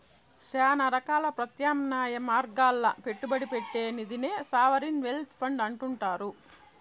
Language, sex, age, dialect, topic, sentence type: Telugu, female, 31-35, Southern, banking, statement